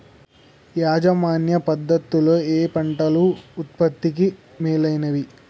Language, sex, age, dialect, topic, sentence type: Telugu, male, 18-24, Telangana, agriculture, question